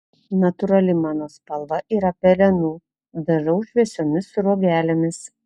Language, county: Lithuanian, Telšiai